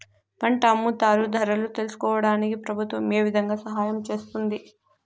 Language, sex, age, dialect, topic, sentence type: Telugu, female, 18-24, Southern, agriculture, question